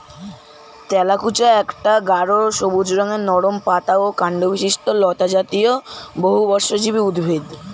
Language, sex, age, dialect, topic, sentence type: Bengali, male, 36-40, Standard Colloquial, agriculture, statement